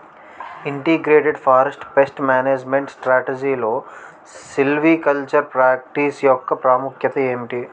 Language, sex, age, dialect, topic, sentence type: Telugu, male, 18-24, Utterandhra, agriculture, question